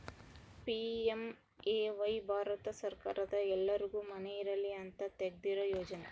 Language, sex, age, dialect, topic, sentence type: Kannada, female, 18-24, Central, banking, statement